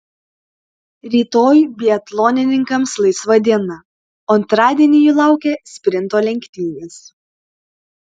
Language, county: Lithuanian, Klaipėda